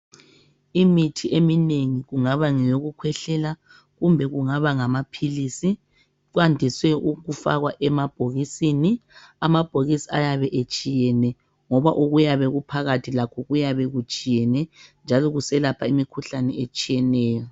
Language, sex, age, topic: North Ndebele, male, 25-35, health